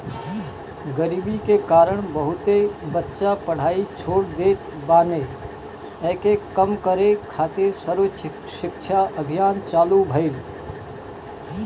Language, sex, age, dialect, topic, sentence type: Bhojpuri, male, 18-24, Northern, agriculture, statement